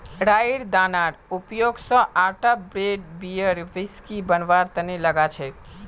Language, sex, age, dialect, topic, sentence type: Magahi, female, 25-30, Northeastern/Surjapuri, agriculture, statement